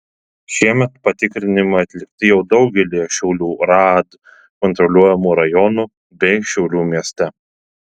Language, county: Lithuanian, Telšiai